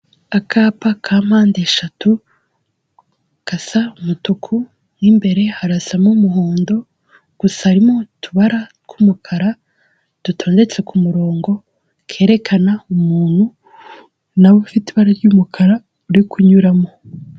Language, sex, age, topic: Kinyarwanda, female, 18-24, government